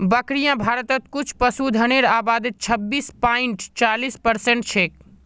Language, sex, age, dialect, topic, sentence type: Magahi, male, 18-24, Northeastern/Surjapuri, agriculture, statement